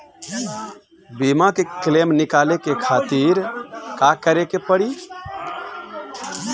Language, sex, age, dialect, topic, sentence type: Bhojpuri, male, 41-45, Northern, banking, question